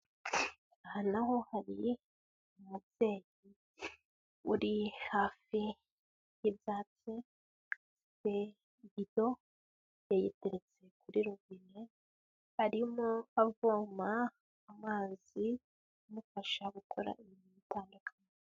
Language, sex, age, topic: Kinyarwanda, female, 18-24, health